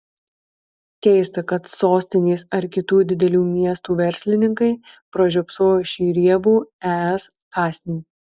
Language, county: Lithuanian, Marijampolė